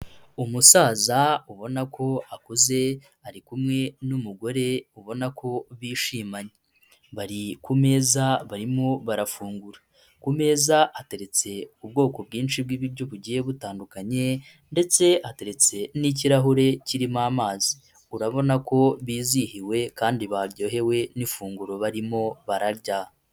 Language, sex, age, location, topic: Kinyarwanda, female, 25-35, Huye, health